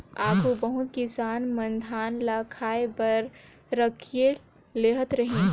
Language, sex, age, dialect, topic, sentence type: Chhattisgarhi, female, 18-24, Northern/Bhandar, agriculture, statement